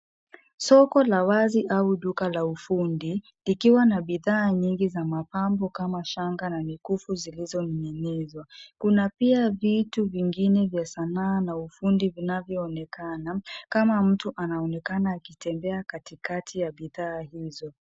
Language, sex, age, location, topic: Swahili, female, 25-35, Nairobi, finance